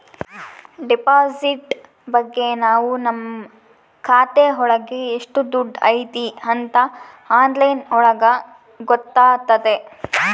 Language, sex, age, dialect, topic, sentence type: Kannada, female, 18-24, Central, banking, statement